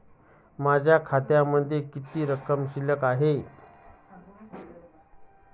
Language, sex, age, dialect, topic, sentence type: Marathi, male, 36-40, Standard Marathi, banking, question